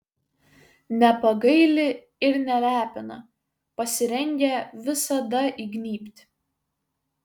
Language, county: Lithuanian, Šiauliai